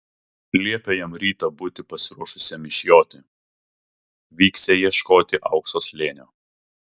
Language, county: Lithuanian, Vilnius